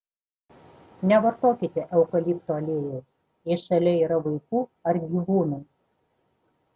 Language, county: Lithuanian, Panevėžys